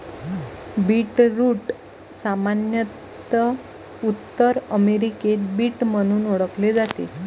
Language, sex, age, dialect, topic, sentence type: Marathi, female, 25-30, Varhadi, agriculture, statement